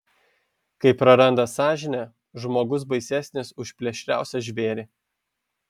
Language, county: Lithuanian, Šiauliai